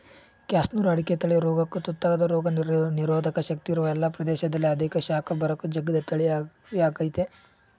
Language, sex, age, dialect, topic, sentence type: Kannada, male, 18-24, Mysore Kannada, agriculture, statement